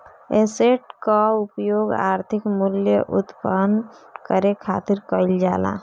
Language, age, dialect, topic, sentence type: Bhojpuri, 25-30, Northern, banking, statement